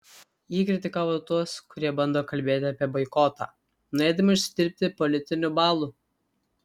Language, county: Lithuanian, Vilnius